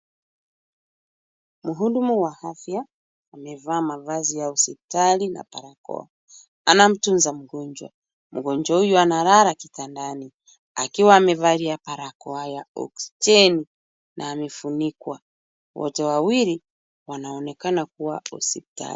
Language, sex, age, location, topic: Swahili, female, 36-49, Kisumu, health